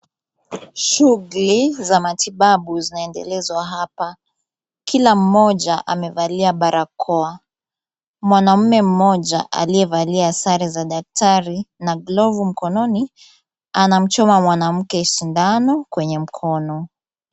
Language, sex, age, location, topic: Swahili, female, 18-24, Kisumu, health